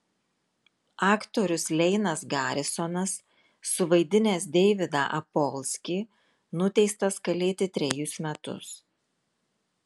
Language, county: Lithuanian, Marijampolė